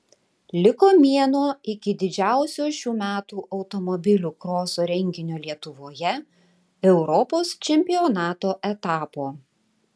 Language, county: Lithuanian, Tauragė